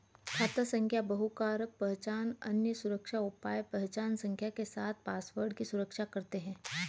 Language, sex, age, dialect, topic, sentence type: Hindi, female, 31-35, Hindustani Malvi Khadi Boli, banking, statement